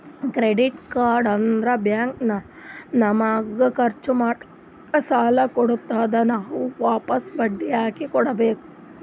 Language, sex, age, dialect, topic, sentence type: Kannada, female, 60-100, Northeastern, banking, statement